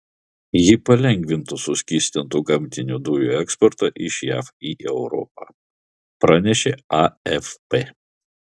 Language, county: Lithuanian, Klaipėda